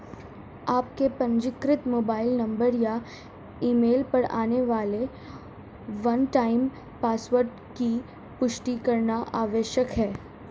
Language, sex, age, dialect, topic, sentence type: Hindi, female, 36-40, Marwari Dhudhari, banking, statement